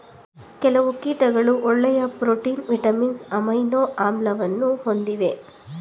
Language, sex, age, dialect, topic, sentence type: Kannada, female, 25-30, Mysore Kannada, agriculture, statement